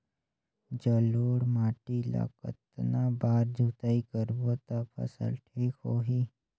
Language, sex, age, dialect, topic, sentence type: Chhattisgarhi, male, 25-30, Northern/Bhandar, agriculture, question